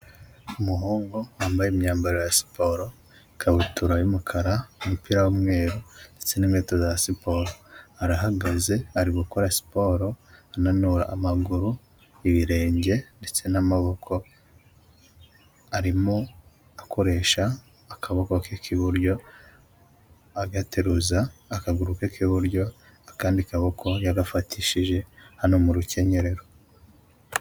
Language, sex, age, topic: Kinyarwanda, male, 18-24, health